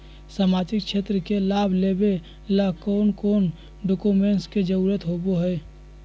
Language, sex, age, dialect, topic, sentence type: Magahi, male, 41-45, Southern, banking, question